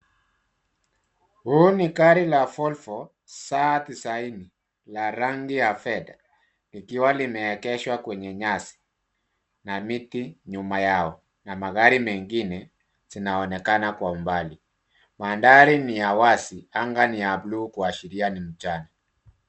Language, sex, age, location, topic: Swahili, male, 36-49, Nairobi, finance